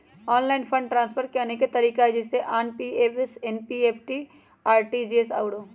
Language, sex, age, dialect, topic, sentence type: Magahi, male, 18-24, Western, banking, statement